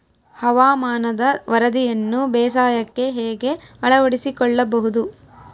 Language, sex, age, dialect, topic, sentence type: Kannada, female, 18-24, Central, agriculture, question